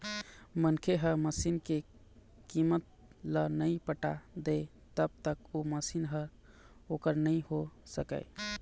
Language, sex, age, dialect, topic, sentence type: Chhattisgarhi, male, 25-30, Eastern, banking, statement